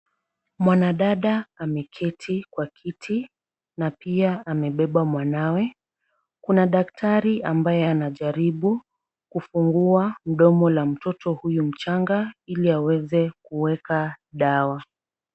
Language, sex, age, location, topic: Swahili, female, 50+, Kisumu, health